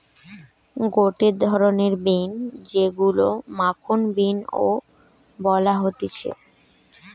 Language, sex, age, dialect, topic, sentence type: Bengali, female, 18-24, Western, agriculture, statement